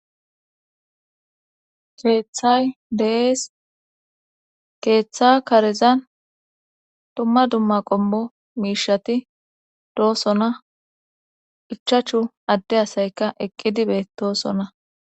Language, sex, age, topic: Gamo, female, 25-35, government